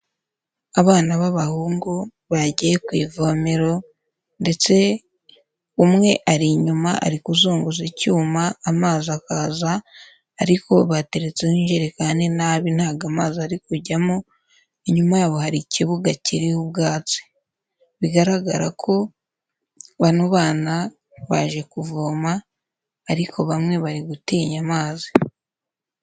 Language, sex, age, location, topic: Kinyarwanda, female, 18-24, Huye, health